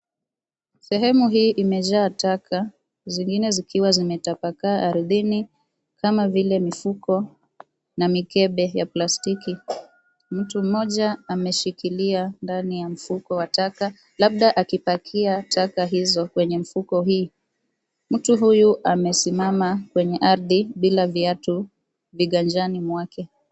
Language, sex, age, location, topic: Swahili, female, 25-35, Nairobi, government